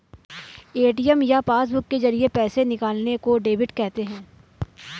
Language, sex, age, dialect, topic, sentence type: Hindi, female, 31-35, Marwari Dhudhari, banking, statement